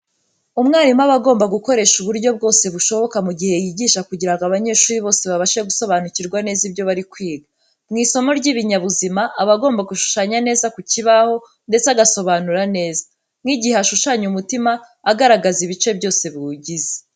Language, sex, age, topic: Kinyarwanda, female, 18-24, education